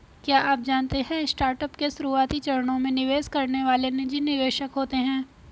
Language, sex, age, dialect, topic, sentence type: Hindi, female, 25-30, Hindustani Malvi Khadi Boli, banking, statement